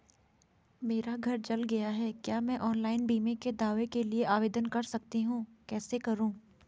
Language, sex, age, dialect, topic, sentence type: Hindi, female, 18-24, Garhwali, banking, question